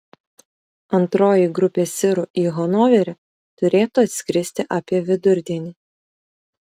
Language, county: Lithuanian, Utena